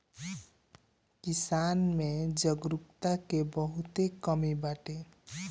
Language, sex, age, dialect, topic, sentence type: Bhojpuri, male, 18-24, Northern, agriculture, statement